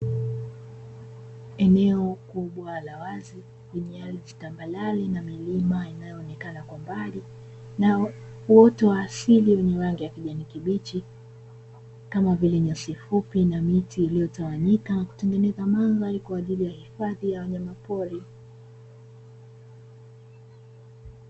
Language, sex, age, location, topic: Swahili, female, 25-35, Dar es Salaam, agriculture